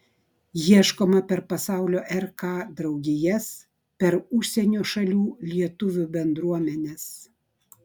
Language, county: Lithuanian, Vilnius